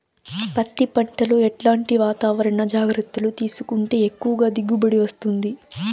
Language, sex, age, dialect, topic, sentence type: Telugu, female, 18-24, Southern, agriculture, question